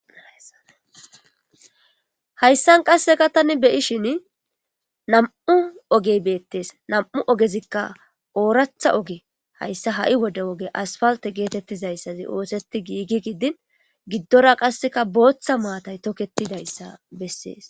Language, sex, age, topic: Gamo, female, 18-24, government